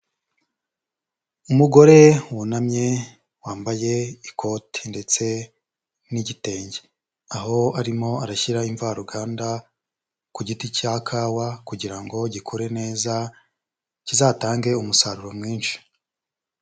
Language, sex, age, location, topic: Kinyarwanda, male, 25-35, Huye, agriculture